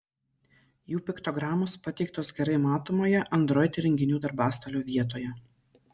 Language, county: Lithuanian, Vilnius